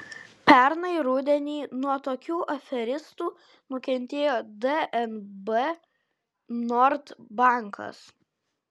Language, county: Lithuanian, Kaunas